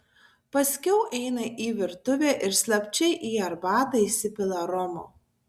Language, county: Lithuanian, Tauragė